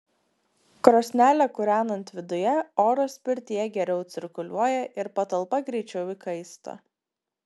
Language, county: Lithuanian, Klaipėda